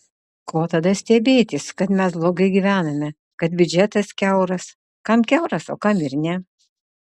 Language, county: Lithuanian, Utena